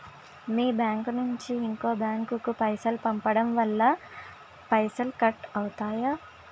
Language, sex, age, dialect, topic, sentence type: Telugu, female, 25-30, Telangana, banking, question